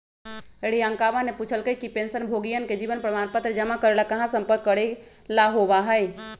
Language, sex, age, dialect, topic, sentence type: Magahi, female, 25-30, Western, banking, statement